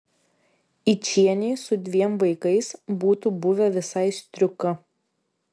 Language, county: Lithuanian, Vilnius